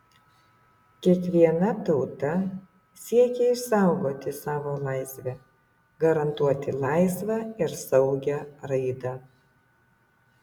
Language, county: Lithuanian, Utena